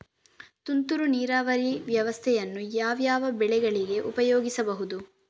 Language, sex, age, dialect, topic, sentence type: Kannada, female, 36-40, Coastal/Dakshin, agriculture, question